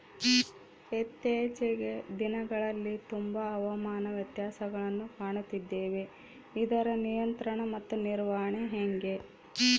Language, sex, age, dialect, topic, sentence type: Kannada, female, 36-40, Central, agriculture, question